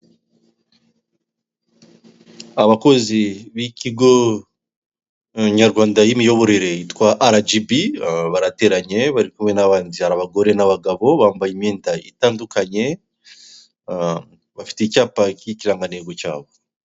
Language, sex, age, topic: Kinyarwanda, male, 36-49, government